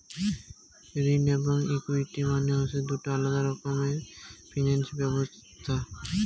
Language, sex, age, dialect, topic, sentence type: Bengali, male, 18-24, Rajbangshi, banking, statement